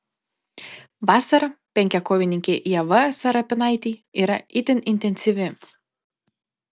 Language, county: Lithuanian, Panevėžys